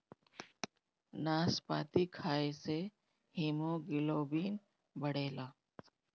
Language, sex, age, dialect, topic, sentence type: Bhojpuri, female, 36-40, Northern, agriculture, statement